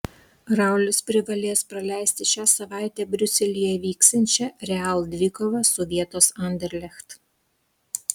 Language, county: Lithuanian, Utena